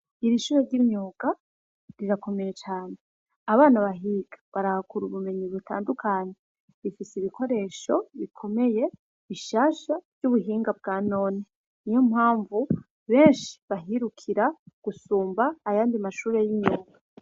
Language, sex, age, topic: Rundi, female, 25-35, education